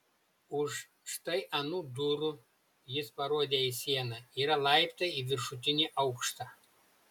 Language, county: Lithuanian, Šiauliai